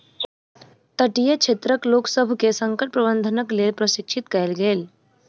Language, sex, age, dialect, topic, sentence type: Maithili, female, 60-100, Southern/Standard, agriculture, statement